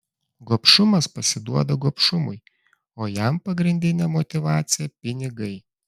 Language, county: Lithuanian, Klaipėda